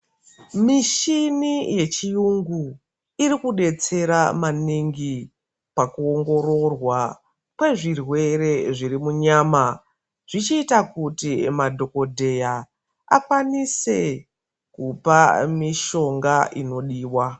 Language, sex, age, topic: Ndau, female, 36-49, health